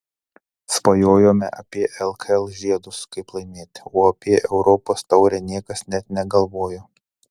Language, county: Lithuanian, Telšiai